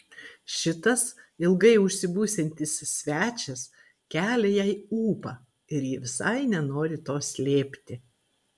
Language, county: Lithuanian, Klaipėda